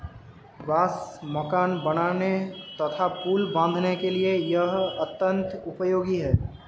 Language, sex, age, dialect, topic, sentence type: Hindi, male, 18-24, Hindustani Malvi Khadi Boli, agriculture, statement